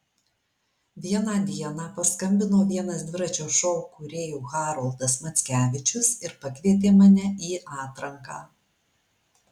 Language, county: Lithuanian, Alytus